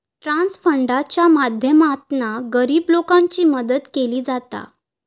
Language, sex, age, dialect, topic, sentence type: Marathi, female, 31-35, Southern Konkan, banking, statement